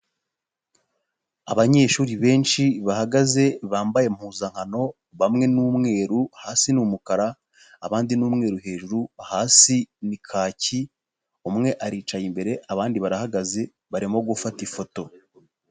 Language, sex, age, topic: Kinyarwanda, male, 18-24, education